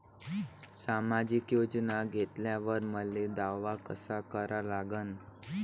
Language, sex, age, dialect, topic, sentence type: Marathi, male, 18-24, Varhadi, banking, question